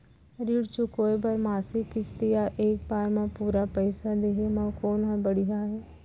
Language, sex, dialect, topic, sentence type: Chhattisgarhi, female, Central, banking, question